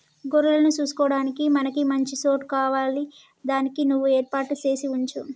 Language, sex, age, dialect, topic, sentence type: Telugu, male, 25-30, Telangana, agriculture, statement